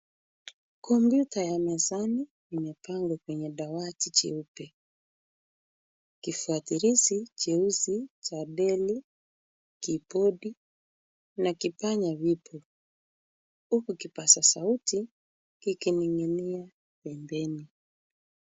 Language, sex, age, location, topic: Swahili, female, 25-35, Kisumu, education